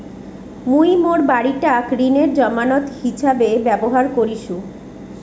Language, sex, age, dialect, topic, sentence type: Bengali, female, 36-40, Rajbangshi, banking, statement